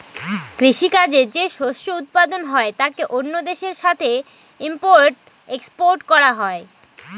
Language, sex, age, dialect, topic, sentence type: Bengali, female, 18-24, Northern/Varendri, agriculture, statement